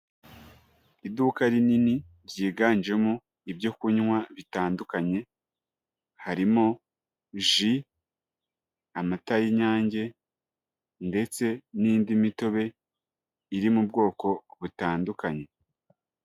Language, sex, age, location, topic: Kinyarwanda, male, 25-35, Huye, finance